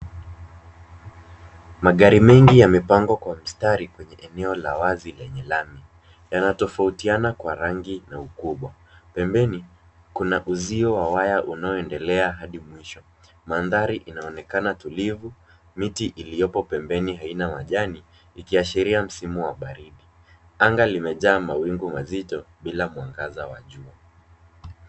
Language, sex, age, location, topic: Swahili, male, 25-35, Kisumu, finance